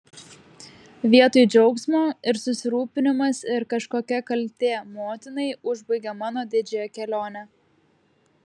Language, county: Lithuanian, Klaipėda